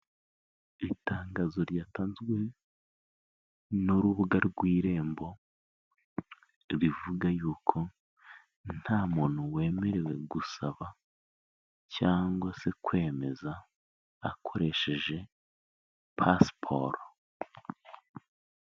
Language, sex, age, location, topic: Kinyarwanda, male, 18-24, Kigali, government